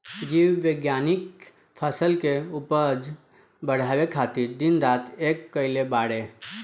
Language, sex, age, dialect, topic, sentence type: Bhojpuri, male, 18-24, Southern / Standard, agriculture, statement